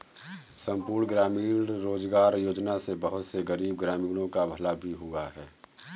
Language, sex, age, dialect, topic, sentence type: Hindi, male, 31-35, Kanauji Braj Bhasha, banking, statement